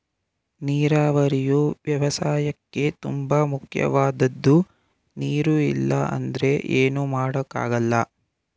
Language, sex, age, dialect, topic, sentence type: Kannada, male, 18-24, Mysore Kannada, agriculture, statement